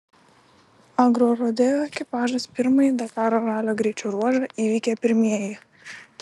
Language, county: Lithuanian, Utena